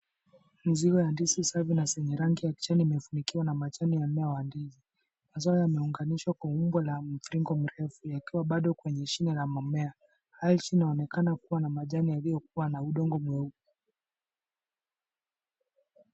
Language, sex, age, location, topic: Swahili, male, 25-35, Kisumu, agriculture